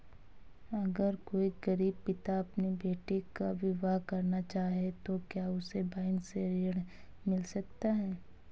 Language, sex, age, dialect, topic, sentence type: Hindi, female, 18-24, Marwari Dhudhari, banking, question